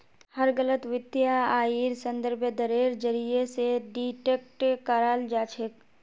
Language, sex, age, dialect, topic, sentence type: Magahi, female, 25-30, Northeastern/Surjapuri, banking, statement